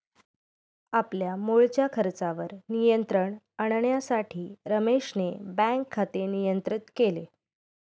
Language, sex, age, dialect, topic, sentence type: Marathi, female, 31-35, Northern Konkan, banking, statement